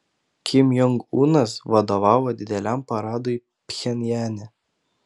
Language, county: Lithuanian, Panevėžys